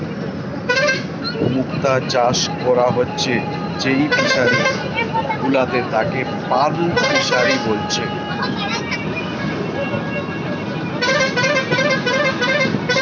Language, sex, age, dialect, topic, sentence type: Bengali, male, 36-40, Western, agriculture, statement